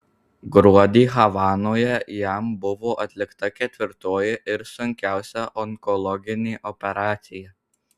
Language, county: Lithuanian, Marijampolė